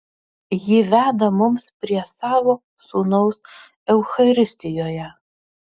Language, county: Lithuanian, Utena